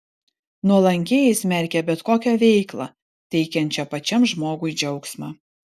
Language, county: Lithuanian, Vilnius